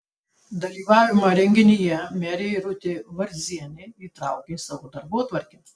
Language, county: Lithuanian, Tauragė